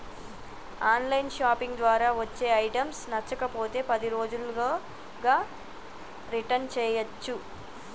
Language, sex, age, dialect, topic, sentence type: Telugu, female, 25-30, Telangana, banking, statement